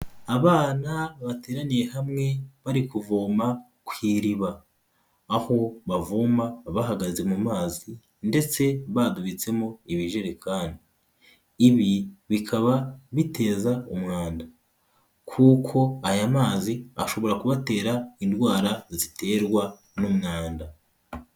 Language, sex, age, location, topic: Kinyarwanda, male, 18-24, Huye, health